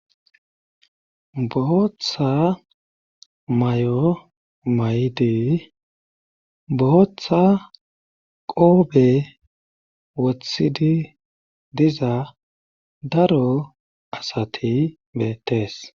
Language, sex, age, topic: Gamo, male, 36-49, government